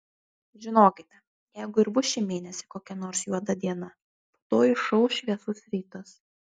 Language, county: Lithuanian, Šiauliai